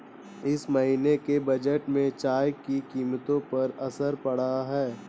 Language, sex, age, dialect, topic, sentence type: Hindi, male, 18-24, Awadhi Bundeli, agriculture, statement